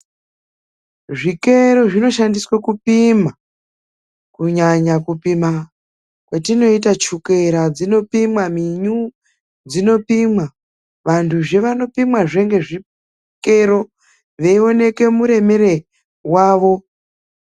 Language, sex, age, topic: Ndau, female, 36-49, health